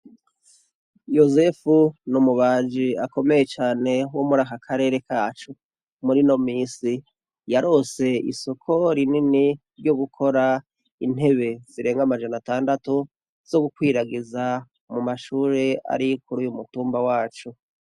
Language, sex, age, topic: Rundi, male, 36-49, education